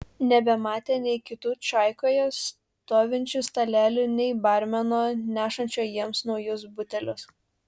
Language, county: Lithuanian, Šiauliai